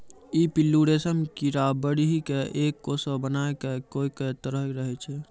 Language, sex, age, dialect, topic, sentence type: Maithili, male, 41-45, Angika, agriculture, statement